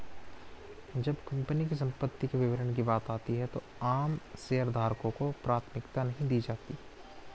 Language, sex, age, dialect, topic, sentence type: Hindi, male, 18-24, Hindustani Malvi Khadi Boli, banking, statement